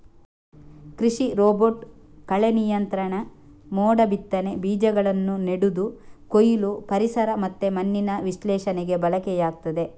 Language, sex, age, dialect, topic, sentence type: Kannada, female, 46-50, Coastal/Dakshin, agriculture, statement